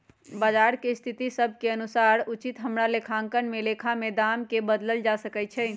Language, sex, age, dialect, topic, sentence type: Magahi, female, 31-35, Western, banking, statement